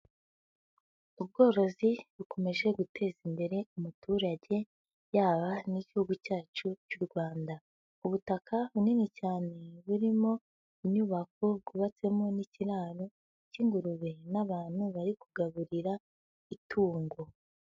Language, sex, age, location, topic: Kinyarwanda, female, 18-24, Huye, agriculture